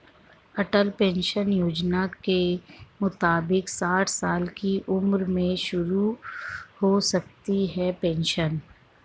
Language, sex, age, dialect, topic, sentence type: Hindi, female, 51-55, Marwari Dhudhari, banking, statement